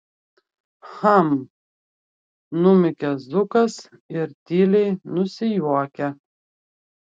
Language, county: Lithuanian, Klaipėda